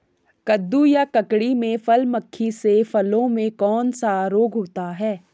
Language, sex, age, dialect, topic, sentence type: Hindi, female, 18-24, Garhwali, agriculture, question